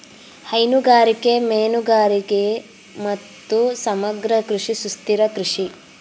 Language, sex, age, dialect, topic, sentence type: Kannada, female, 18-24, Dharwad Kannada, agriculture, statement